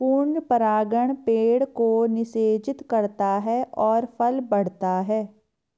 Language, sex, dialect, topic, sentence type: Hindi, female, Marwari Dhudhari, agriculture, statement